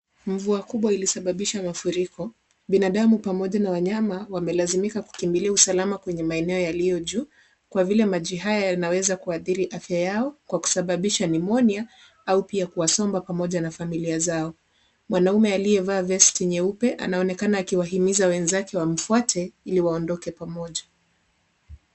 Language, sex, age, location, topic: Swahili, female, 18-24, Kisumu, health